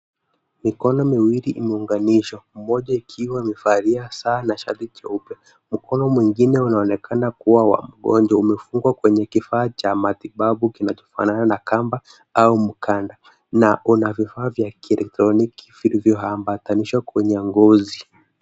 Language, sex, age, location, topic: Swahili, male, 18-24, Kisumu, health